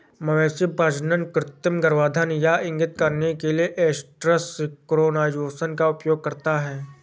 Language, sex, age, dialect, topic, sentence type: Hindi, male, 46-50, Awadhi Bundeli, agriculture, statement